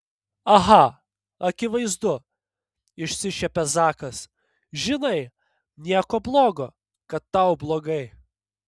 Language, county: Lithuanian, Panevėžys